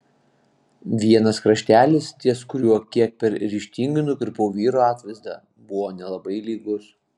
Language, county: Lithuanian, Panevėžys